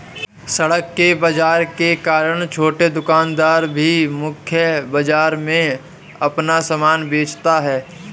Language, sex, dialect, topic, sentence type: Hindi, male, Marwari Dhudhari, agriculture, statement